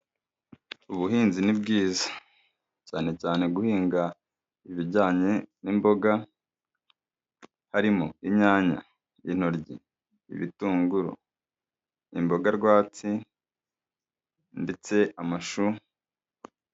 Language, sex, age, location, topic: Kinyarwanda, male, 25-35, Kigali, agriculture